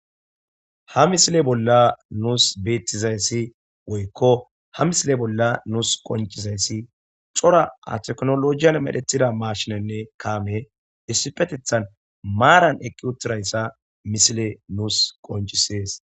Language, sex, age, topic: Gamo, male, 25-35, agriculture